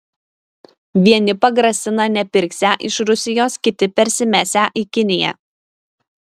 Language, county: Lithuanian, Šiauliai